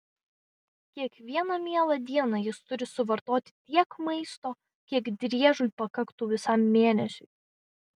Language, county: Lithuanian, Vilnius